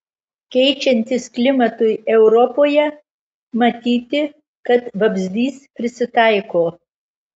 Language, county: Lithuanian, Marijampolė